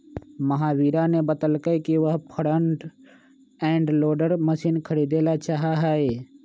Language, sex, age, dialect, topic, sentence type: Magahi, male, 25-30, Western, agriculture, statement